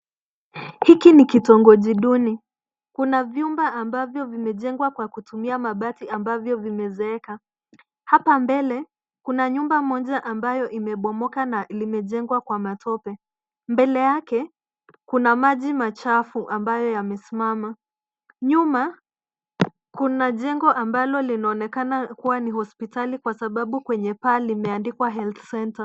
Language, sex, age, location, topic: Swahili, female, 25-35, Nairobi, government